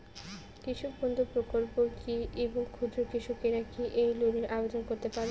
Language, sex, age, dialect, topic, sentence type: Bengali, female, 31-35, Rajbangshi, agriculture, question